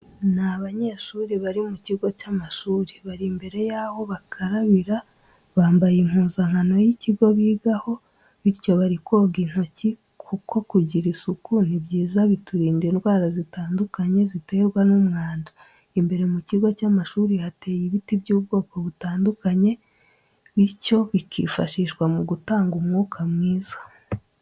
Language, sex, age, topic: Kinyarwanda, female, 18-24, education